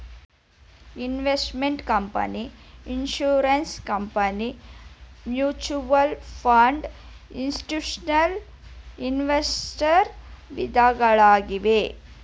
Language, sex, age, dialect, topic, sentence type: Kannada, female, 25-30, Mysore Kannada, banking, statement